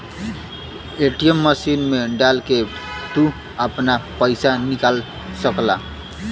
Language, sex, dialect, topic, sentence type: Bhojpuri, male, Western, banking, statement